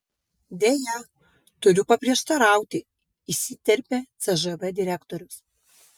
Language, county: Lithuanian, Vilnius